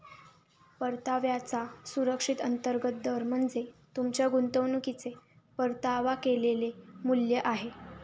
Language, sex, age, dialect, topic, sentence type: Marathi, female, 18-24, Northern Konkan, banking, statement